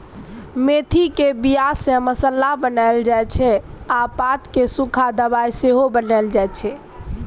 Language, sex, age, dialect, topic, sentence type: Maithili, female, 18-24, Bajjika, agriculture, statement